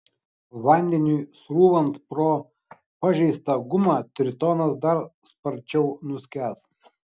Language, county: Lithuanian, Kaunas